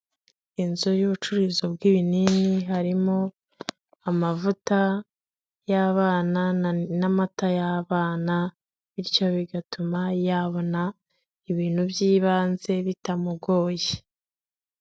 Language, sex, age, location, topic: Kinyarwanda, female, 25-35, Kigali, health